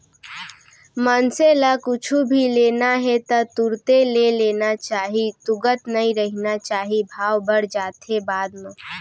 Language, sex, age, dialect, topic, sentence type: Chhattisgarhi, female, 18-24, Central, banking, statement